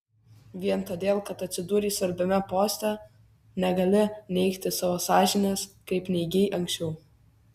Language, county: Lithuanian, Kaunas